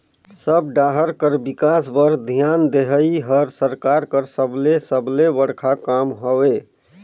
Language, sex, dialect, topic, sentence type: Chhattisgarhi, male, Northern/Bhandar, banking, statement